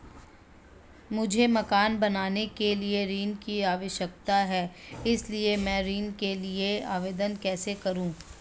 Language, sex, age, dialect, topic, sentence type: Hindi, female, 25-30, Marwari Dhudhari, banking, question